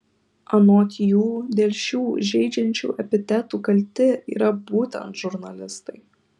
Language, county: Lithuanian, Kaunas